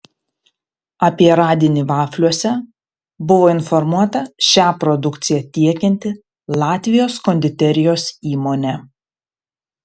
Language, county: Lithuanian, Panevėžys